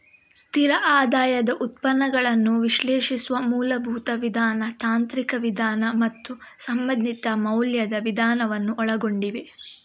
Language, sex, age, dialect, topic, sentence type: Kannada, female, 18-24, Coastal/Dakshin, banking, statement